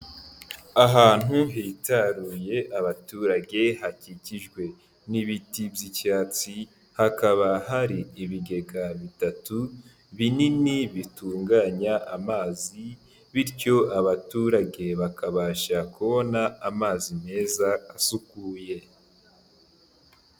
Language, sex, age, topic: Kinyarwanda, male, 18-24, health